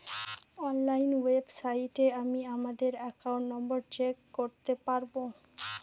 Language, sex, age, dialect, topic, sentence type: Bengali, female, 18-24, Northern/Varendri, banking, statement